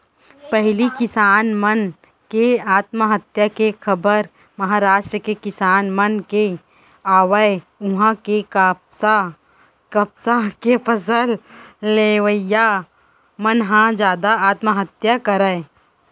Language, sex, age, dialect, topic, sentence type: Chhattisgarhi, female, 25-30, Central, agriculture, statement